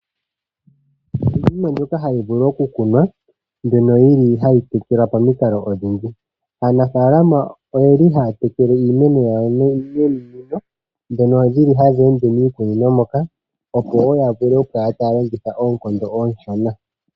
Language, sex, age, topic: Oshiwambo, male, 25-35, agriculture